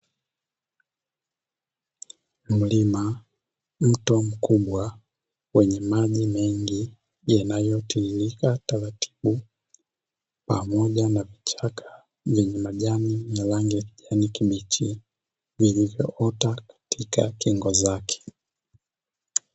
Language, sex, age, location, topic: Swahili, male, 25-35, Dar es Salaam, agriculture